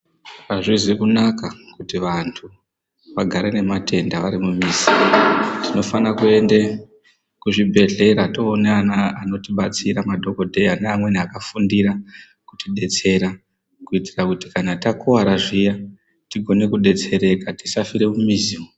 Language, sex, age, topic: Ndau, female, 36-49, health